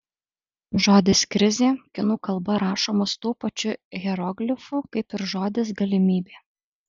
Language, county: Lithuanian, Alytus